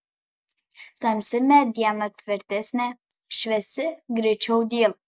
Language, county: Lithuanian, Kaunas